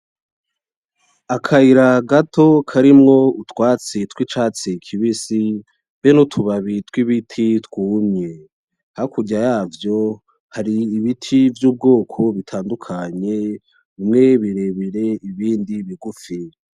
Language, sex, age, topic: Rundi, male, 18-24, agriculture